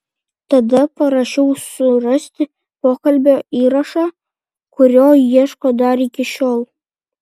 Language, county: Lithuanian, Kaunas